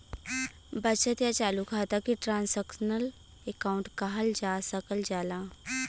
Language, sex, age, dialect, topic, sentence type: Bhojpuri, female, 25-30, Western, banking, statement